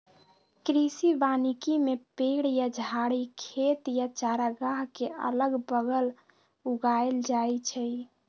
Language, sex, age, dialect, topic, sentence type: Magahi, female, 41-45, Western, agriculture, statement